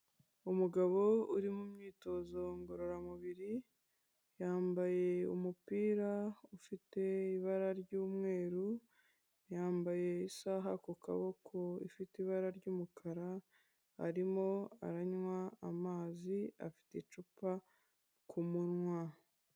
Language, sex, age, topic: Kinyarwanda, female, 25-35, health